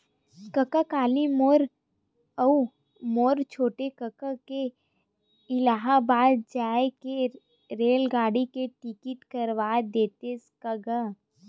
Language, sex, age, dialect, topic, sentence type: Chhattisgarhi, female, 18-24, Western/Budati/Khatahi, banking, statement